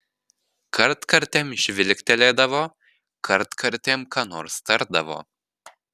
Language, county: Lithuanian, Panevėžys